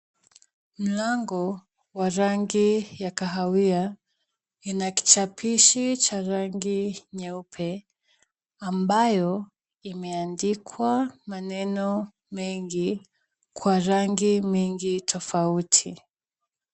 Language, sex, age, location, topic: Swahili, female, 18-24, Kisumu, education